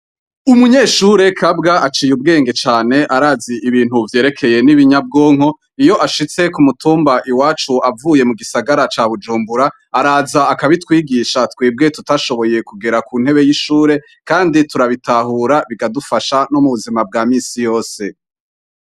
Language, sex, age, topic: Rundi, male, 25-35, education